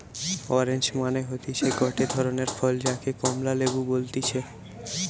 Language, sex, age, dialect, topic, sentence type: Bengali, male, 18-24, Western, agriculture, statement